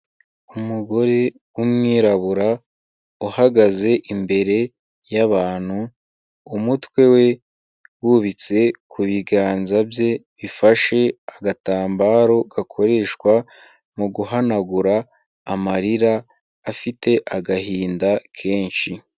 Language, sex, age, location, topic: Kinyarwanda, male, 18-24, Kigali, health